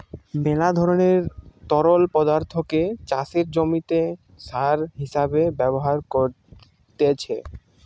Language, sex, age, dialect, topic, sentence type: Bengali, male, 18-24, Western, agriculture, statement